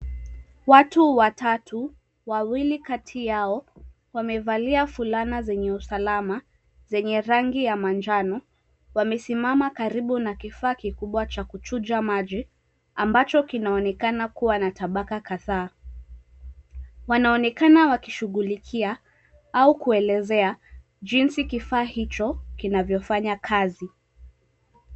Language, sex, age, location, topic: Swahili, female, 18-24, Mombasa, health